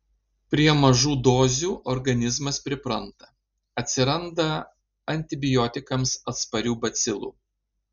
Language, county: Lithuanian, Panevėžys